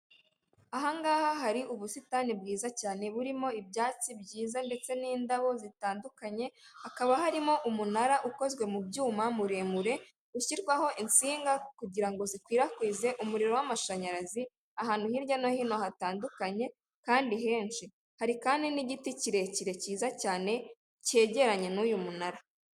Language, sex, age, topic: Kinyarwanda, female, 18-24, government